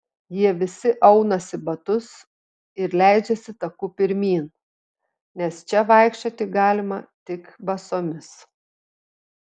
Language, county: Lithuanian, Telšiai